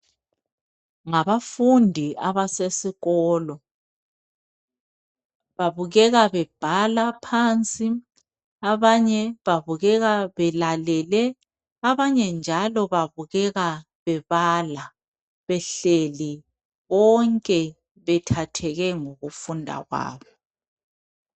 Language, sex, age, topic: North Ndebele, female, 36-49, education